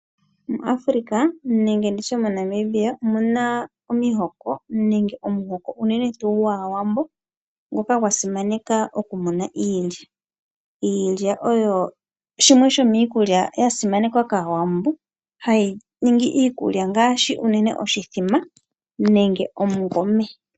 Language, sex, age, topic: Oshiwambo, female, 36-49, agriculture